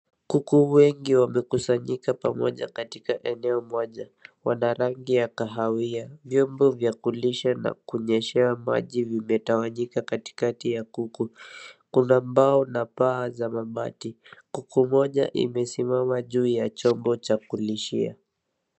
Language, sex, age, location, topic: Swahili, male, 18-24, Nairobi, agriculture